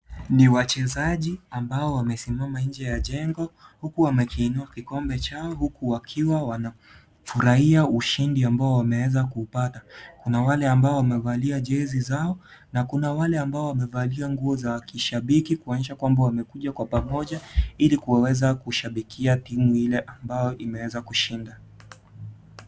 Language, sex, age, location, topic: Swahili, male, 18-24, Kisii, government